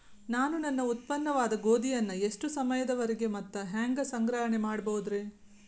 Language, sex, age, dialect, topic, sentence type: Kannada, female, 36-40, Dharwad Kannada, agriculture, question